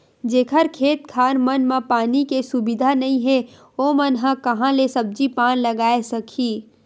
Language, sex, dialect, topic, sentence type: Chhattisgarhi, female, Western/Budati/Khatahi, agriculture, statement